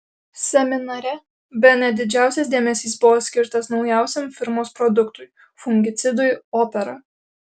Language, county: Lithuanian, Alytus